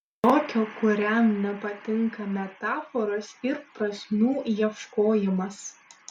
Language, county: Lithuanian, Šiauliai